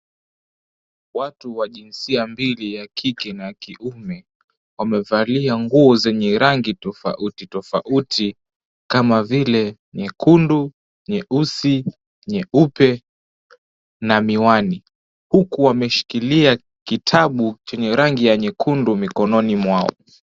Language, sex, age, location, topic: Swahili, male, 18-24, Mombasa, government